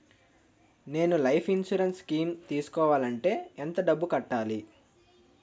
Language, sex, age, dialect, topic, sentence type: Telugu, male, 18-24, Utterandhra, banking, question